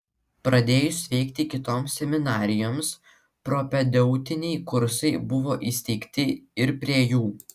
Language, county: Lithuanian, Klaipėda